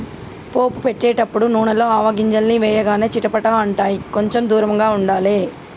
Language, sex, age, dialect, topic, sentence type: Telugu, male, 18-24, Telangana, agriculture, statement